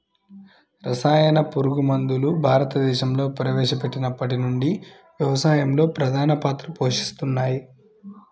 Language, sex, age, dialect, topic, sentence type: Telugu, male, 25-30, Central/Coastal, agriculture, statement